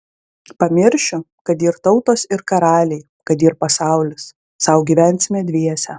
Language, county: Lithuanian, Klaipėda